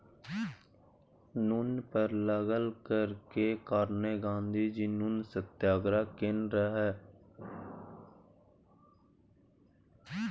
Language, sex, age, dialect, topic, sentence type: Maithili, male, 18-24, Bajjika, banking, statement